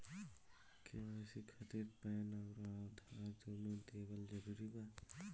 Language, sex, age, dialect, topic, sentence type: Bhojpuri, male, 18-24, Southern / Standard, banking, question